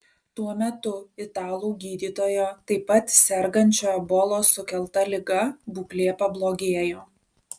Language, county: Lithuanian, Alytus